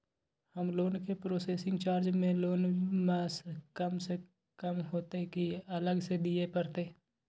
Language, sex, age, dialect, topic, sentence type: Maithili, male, 18-24, Bajjika, banking, question